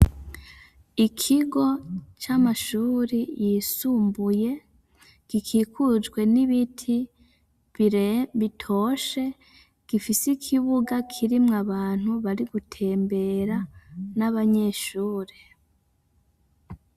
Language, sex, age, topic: Rundi, female, 25-35, education